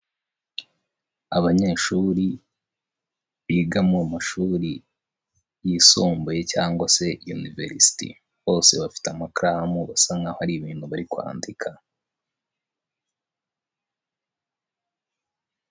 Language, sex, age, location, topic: Kinyarwanda, male, 18-24, Nyagatare, education